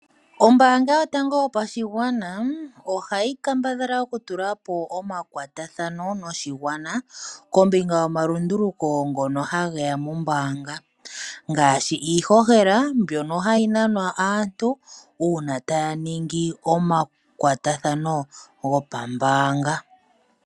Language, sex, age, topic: Oshiwambo, female, 18-24, finance